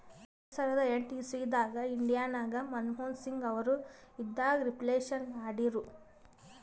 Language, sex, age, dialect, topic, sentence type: Kannada, female, 18-24, Northeastern, banking, statement